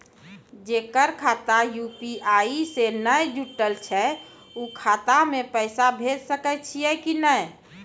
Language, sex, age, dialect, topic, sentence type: Maithili, female, 36-40, Angika, banking, question